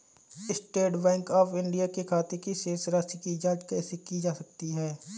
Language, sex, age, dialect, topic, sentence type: Hindi, male, 25-30, Awadhi Bundeli, banking, question